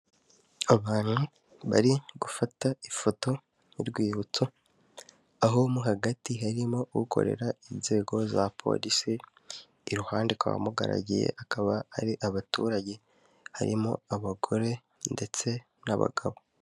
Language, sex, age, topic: Kinyarwanda, male, 18-24, health